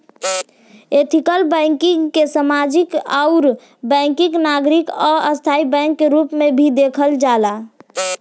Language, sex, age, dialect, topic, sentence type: Bhojpuri, female, <18, Southern / Standard, banking, statement